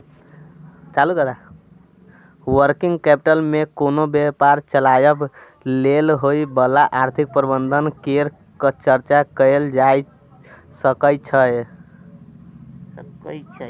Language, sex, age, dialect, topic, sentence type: Maithili, male, 18-24, Bajjika, banking, statement